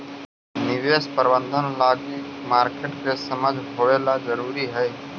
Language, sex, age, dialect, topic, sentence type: Magahi, male, 18-24, Central/Standard, banking, statement